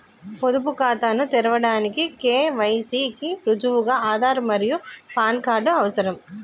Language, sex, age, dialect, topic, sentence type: Telugu, female, 36-40, Telangana, banking, statement